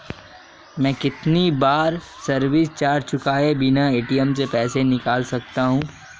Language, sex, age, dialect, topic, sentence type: Hindi, male, 18-24, Marwari Dhudhari, banking, question